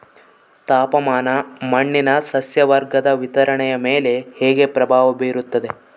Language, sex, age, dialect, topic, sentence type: Kannada, male, 18-24, Central, agriculture, question